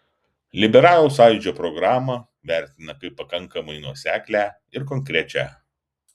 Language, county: Lithuanian, Vilnius